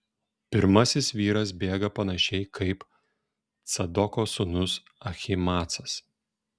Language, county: Lithuanian, Šiauliai